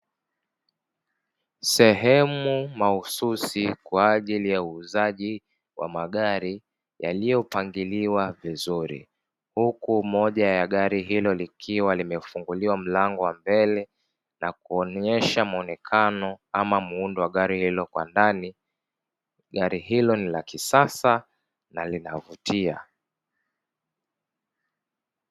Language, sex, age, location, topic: Swahili, male, 18-24, Dar es Salaam, finance